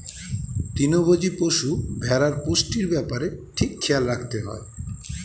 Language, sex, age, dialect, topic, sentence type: Bengali, male, 41-45, Standard Colloquial, agriculture, statement